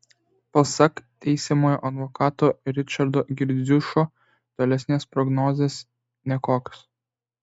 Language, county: Lithuanian, Vilnius